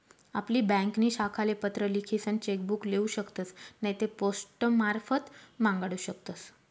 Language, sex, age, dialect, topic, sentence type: Marathi, female, 36-40, Northern Konkan, banking, statement